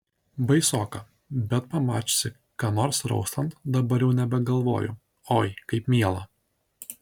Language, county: Lithuanian, Šiauliai